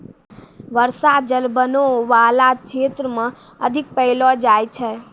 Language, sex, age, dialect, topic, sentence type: Maithili, female, 18-24, Angika, agriculture, statement